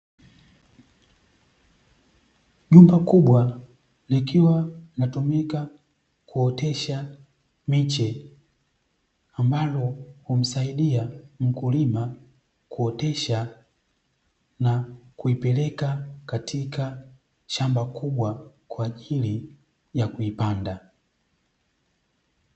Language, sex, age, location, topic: Swahili, male, 18-24, Dar es Salaam, agriculture